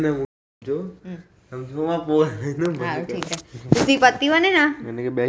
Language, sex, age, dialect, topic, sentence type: Hindi, male, 18-24, Marwari Dhudhari, agriculture, question